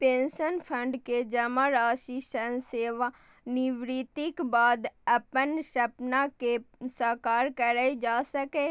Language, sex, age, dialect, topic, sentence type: Maithili, female, 36-40, Eastern / Thethi, banking, statement